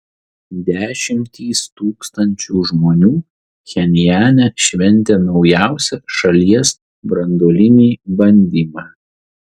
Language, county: Lithuanian, Vilnius